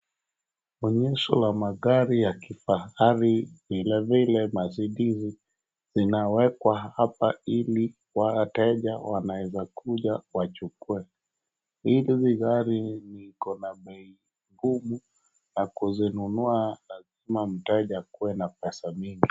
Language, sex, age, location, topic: Swahili, male, 36-49, Wajir, finance